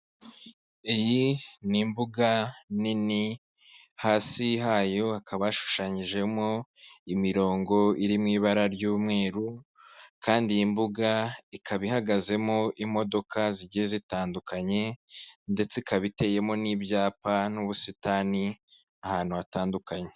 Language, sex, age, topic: Kinyarwanda, male, 25-35, government